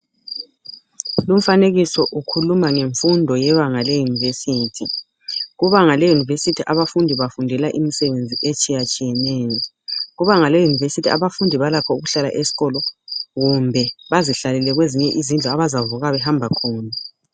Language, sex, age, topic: North Ndebele, male, 36-49, education